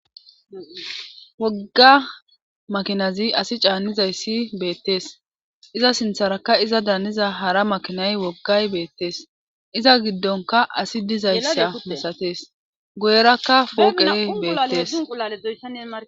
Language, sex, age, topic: Gamo, female, 25-35, government